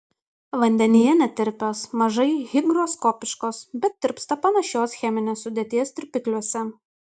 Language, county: Lithuanian, Kaunas